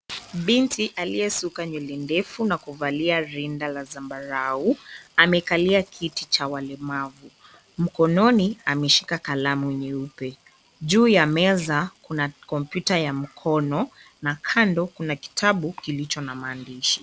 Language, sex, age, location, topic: Swahili, female, 25-35, Nairobi, education